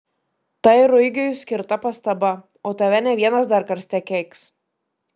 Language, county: Lithuanian, Marijampolė